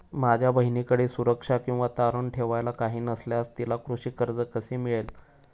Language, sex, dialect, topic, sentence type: Marathi, male, Standard Marathi, agriculture, statement